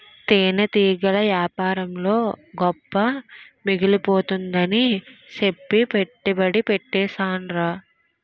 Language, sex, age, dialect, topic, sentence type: Telugu, female, 18-24, Utterandhra, agriculture, statement